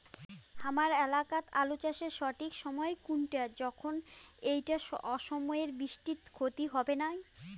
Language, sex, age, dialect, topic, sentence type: Bengali, female, 25-30, Rajbangshi, agriculture, question